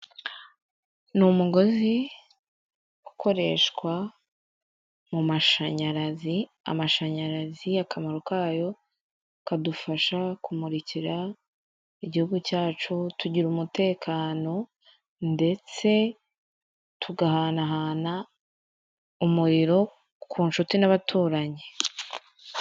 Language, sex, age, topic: Kinyarwanda, female, 25-35, government